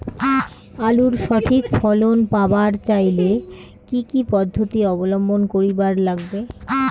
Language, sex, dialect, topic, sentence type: Bengali, female, Rajbangshi, agriculture, question